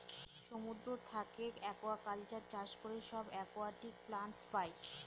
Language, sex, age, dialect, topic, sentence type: Bengali, female, 18-24, Northern/Varendri, agriculture, statement